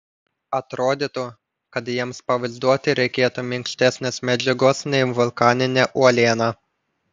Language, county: Lithuanian, Panevėžys